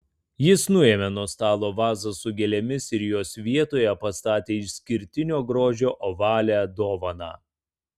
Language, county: Lithuanian, Tauragė